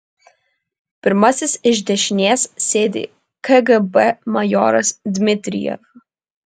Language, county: Lithuanian, Vilnius